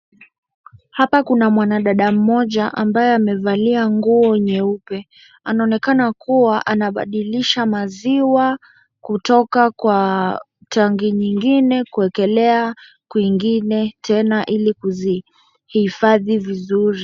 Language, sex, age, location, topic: Swahili, male, 18-24, Wajir, agriculture